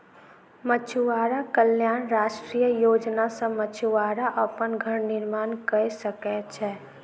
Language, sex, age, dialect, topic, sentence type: Maithili, female, 18-24, Southern/Standard, agriculture, statement